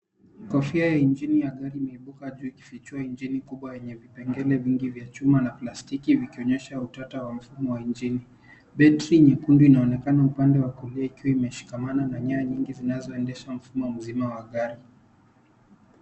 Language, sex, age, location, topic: Swahili, male, 25-35, Nairobi, finance